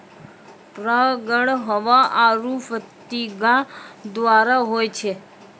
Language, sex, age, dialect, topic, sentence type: Maithili, female, 25-30, Angika, agriculture, statement